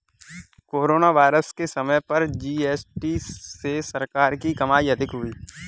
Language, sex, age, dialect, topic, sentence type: Hindi, male, 18-24, Kanauji Braj Bhasha, banking, statement